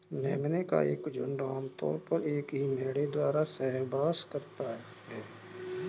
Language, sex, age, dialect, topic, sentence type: Hindi, male, 36-40, Kanauji Braj Bhasha, agriculture, statement